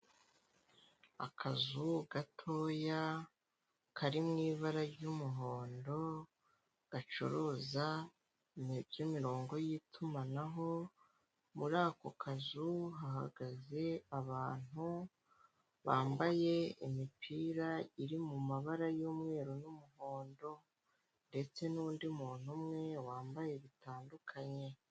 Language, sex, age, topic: Kinyarwanda, female, 18-24, finance